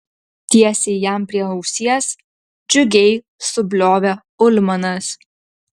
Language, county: Lithuanian, Utena